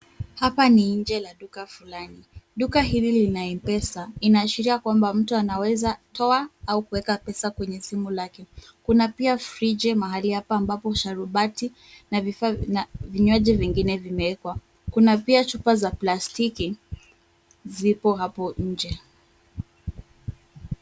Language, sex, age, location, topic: Swahili, female, 18-24, Kisumu, finance